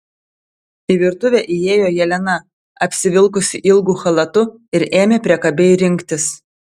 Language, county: Lithuanian, Telšiai